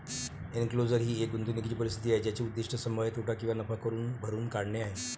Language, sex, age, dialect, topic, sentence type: Marathi, male, 36-40, Varhadi, banking, statement